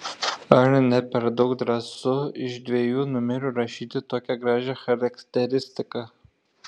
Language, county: Lithuanian, Šiauliai